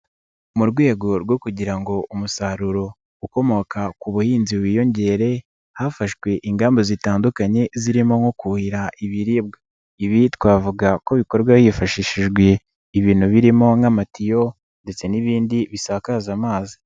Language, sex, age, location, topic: Kinyarwanda, male, 25-35, Nyagatare, agriculture